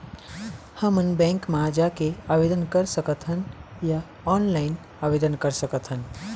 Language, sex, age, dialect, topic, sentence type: Chhattisgarhi, male, 18-24, Eastern, banking, question